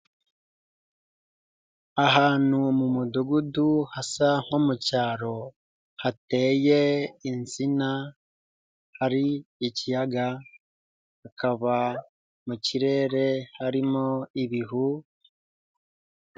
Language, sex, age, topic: Kinyarwanda, male, 18-24, agriculture